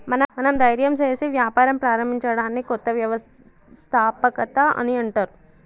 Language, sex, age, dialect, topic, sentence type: Telugu, male, 56-60, Telangana, banking, statement